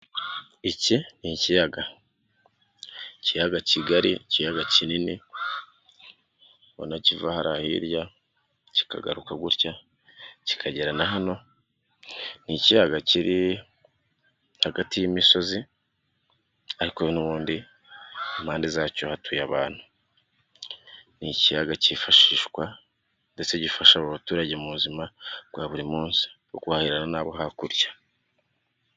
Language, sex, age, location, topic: Kinyarwanda, male, 36-49, Nyagatare, agriculture